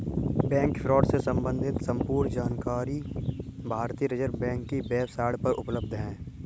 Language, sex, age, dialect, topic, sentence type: Hindi, male, 18-24, Kanauji Braj Bhasha, banking, statement